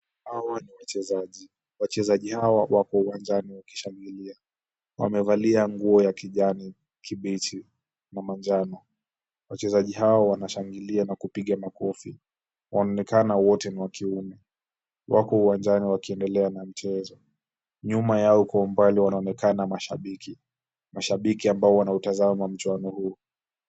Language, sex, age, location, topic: Swahili, male, 18-24, Kisumu, government